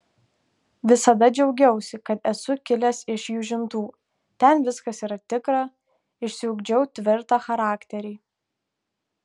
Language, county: Lithuanian, Tauragė